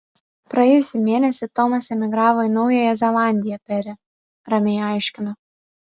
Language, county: Lithuanian, Vilnius